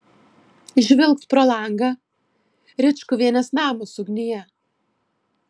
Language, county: Lithuanian, Klaipėda